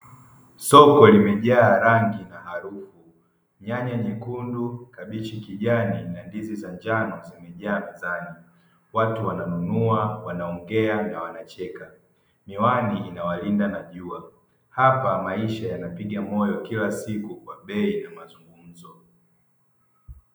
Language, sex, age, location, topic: Swahili, male, 50+, Dar es Salaam, finance